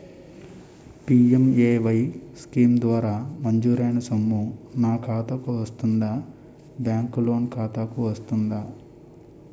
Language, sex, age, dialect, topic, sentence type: Telugu, male, 25-30, Utterandhra, banking, question